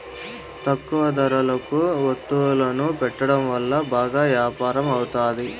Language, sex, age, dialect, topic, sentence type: Telugu, male, 25-30, Southern, banking, statement